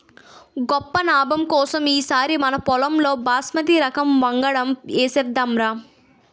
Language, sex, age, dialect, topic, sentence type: Telugu, female, 18-24, Utterandhra, agriculture, statement